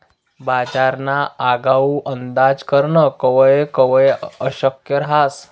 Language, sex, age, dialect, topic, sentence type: Marathi, male, 18-24, Northern Konkan, banking, statement